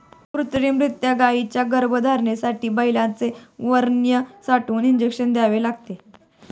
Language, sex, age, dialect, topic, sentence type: Marathi, female, 18-24, Standard Marathi, agriculture, statement